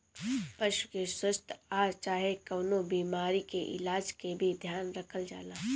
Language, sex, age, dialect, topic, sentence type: Bhojpuri, female, 18-24, Northern, agriculture, statement